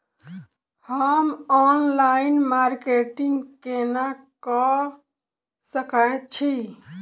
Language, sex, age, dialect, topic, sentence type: Maithili, female, 25-30, Southern/Standard, banking, question